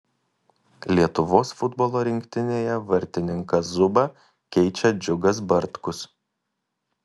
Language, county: Lithuanian, Kaunas